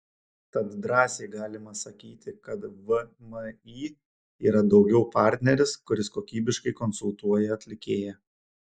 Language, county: Lithuanian, Šiauliai